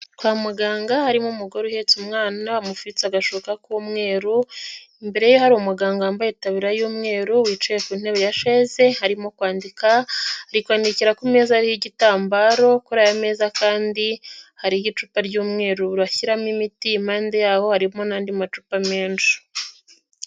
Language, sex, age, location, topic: Kinyarwanda, female, 18-24, Nyagatare, health